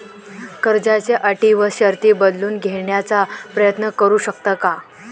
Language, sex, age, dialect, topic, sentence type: Marathi, female, 18-24, Standard Marathi, banking, question